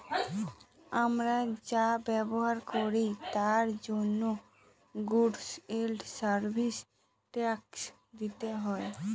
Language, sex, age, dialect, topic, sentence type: Bengali, female, 18-24, Northern/Varendri, banking, statement